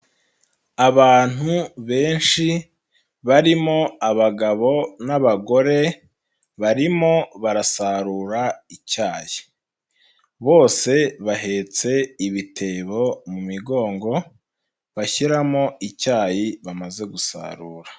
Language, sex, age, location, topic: Kinyarwanda, male, 25-35, Nyagatare, agriculture